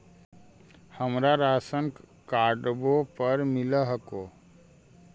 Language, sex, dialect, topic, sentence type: Magahi, male, Central/Standard, banking, question